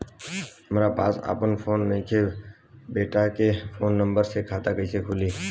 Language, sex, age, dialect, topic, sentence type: Bhojpuri, male, 18-24, Southern / Standard, banking, question